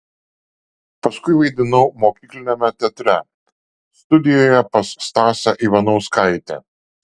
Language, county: Lithuanian, Šiauliai